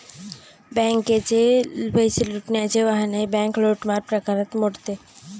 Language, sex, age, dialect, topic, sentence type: Marathi, female, 18-24, Standard Marathi, banking, statement